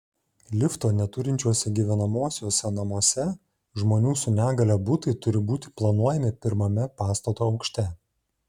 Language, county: Lithuanian, Šiauliai